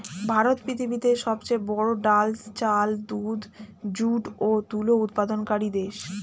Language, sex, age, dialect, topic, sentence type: Bengali, female, 25-30, Standard Colloquial, agriculture, statement